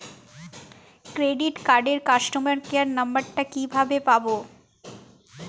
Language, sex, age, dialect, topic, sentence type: Bengali, female, 31-35, Jharkhandi, banking, question